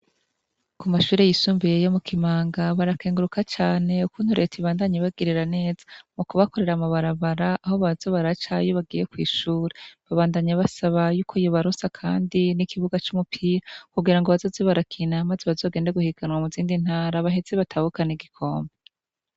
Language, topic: Rundi, education